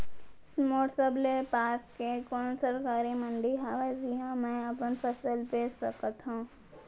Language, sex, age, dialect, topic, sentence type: Chhattisgarhi, female, 18-24, Central, agriculture, question